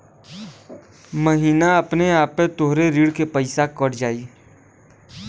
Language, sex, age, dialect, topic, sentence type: Bhojpuri, male, 18-24, Western, banking, statement